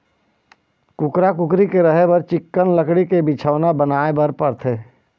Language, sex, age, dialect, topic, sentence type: Chhattisgarhi, male, 25-30, Eastern, agriculture, statement